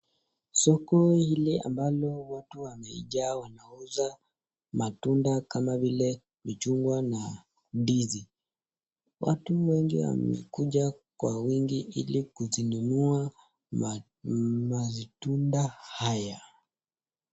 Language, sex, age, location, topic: Swahili, male, 25-35, Nakuru, finance